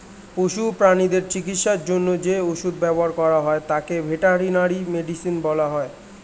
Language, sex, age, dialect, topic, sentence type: Bengali, male, 18-24, Standard Colloquial, agriculture, statement